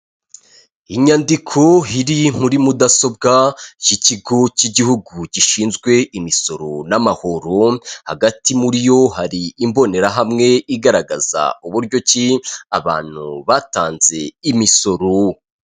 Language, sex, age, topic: Kinyarwanda, male, 25-35, finance